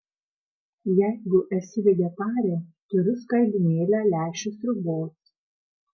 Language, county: Lithuanian, Kaunas